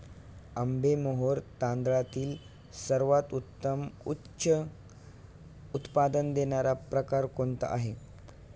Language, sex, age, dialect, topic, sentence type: Marathi, male, 18-24, Standard Marathi, agriculture, question